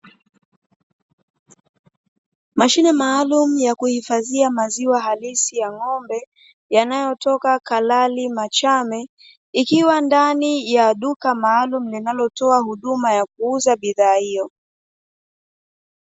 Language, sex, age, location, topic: Swahili, female, 25-35, Dar es Salaam, finance